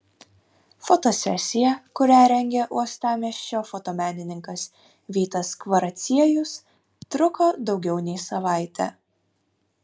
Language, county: Lithuanian, Kaunas